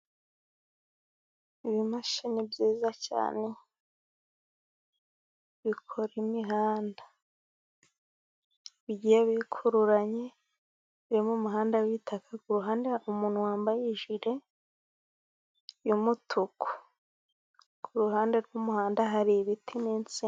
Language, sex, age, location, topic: Kinyarwanda, female, 18-24, Musanze, government